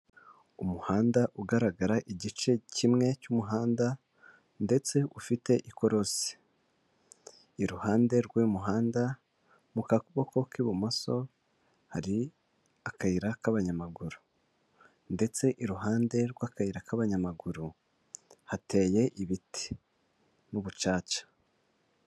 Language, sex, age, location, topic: Kinyarwanda, male, 18-24, Kigali, government